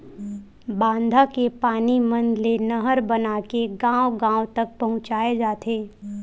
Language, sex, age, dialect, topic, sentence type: Chhattisgarhi, female, 18-24, Western/Budati/Khatahi, agriculture, statement